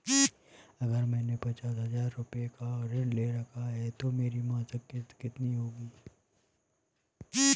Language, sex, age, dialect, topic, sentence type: Hindi, male, 31-35, Marwari Dhudhari, banking, question